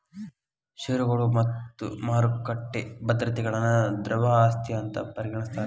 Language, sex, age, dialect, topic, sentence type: Kannada, male, 18-24, Dharwad Kannada, banking, statement